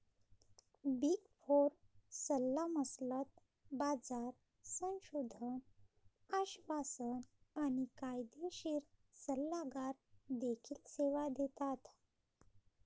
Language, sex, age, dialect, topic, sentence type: Marathi, female, 31-35, Varhadi, banking, statement